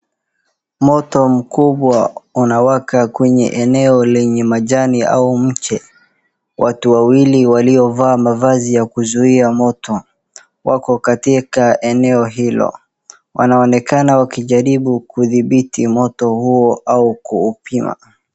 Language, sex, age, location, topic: Swahili, male, 36-49, Wajir, health